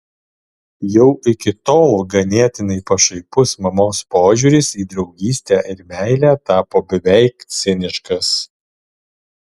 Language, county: Lithuanian, Alytus